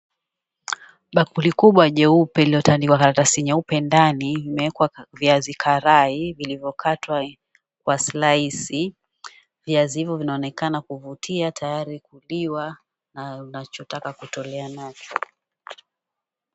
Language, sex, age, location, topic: Swahili, female, 36-49, Mombasa, agriculture